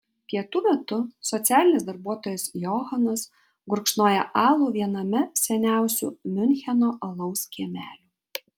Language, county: Lithuanian, Vilnius